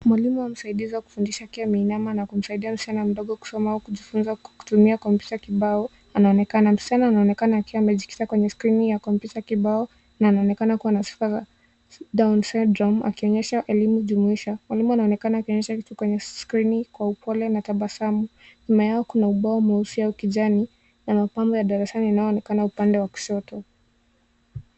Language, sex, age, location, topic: Swahili, male, 18-24, Nairobi, education